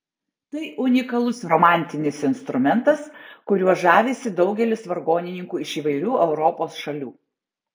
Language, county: Lithuanian, Tauragė